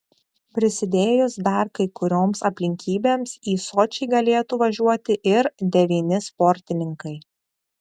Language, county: Lithuanian, Šiauliai